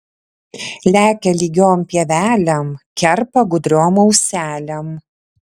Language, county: Lithuanian, Vilnius